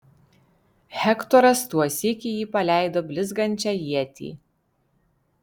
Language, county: Lithuanian, Vilnius